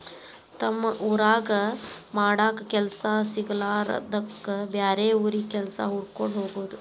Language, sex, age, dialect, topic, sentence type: Kannada, male, 41-45, Dharwad Kannada, agriculture, statement